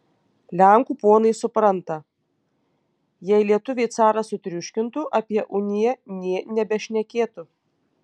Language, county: Lithuanian, Panevėžys